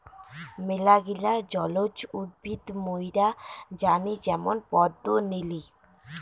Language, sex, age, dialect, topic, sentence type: Bengali, female, 18-24, Rajbangshi, agriculture, statement